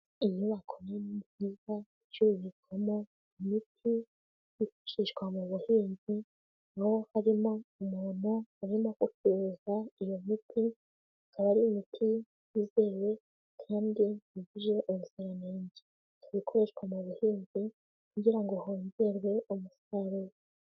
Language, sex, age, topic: Kinyarwanda, female, 18-24, agriculture